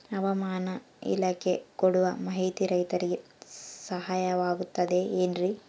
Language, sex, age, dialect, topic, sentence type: Kannada, female, 18-24, Central, agriculture, question